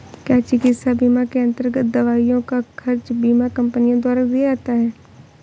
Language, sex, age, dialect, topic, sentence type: Hindi, female, 25-30, Awadhi Bundeli, banking, question